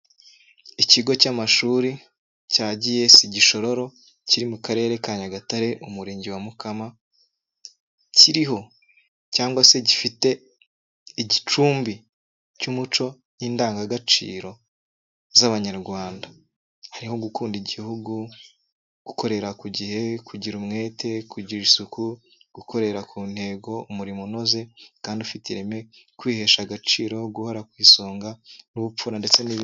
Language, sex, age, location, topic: Kinyarwanda, male, 25-35, Nyagatare, education